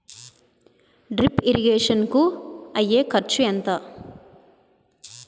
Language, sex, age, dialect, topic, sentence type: Telugu, female, 25-30, Utterandhra, agriculture, question